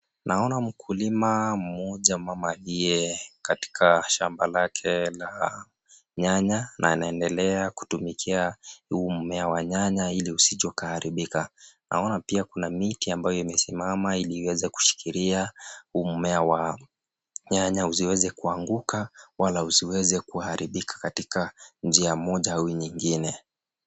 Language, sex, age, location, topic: Swahili, male, 25-35, Nairobi, agriculture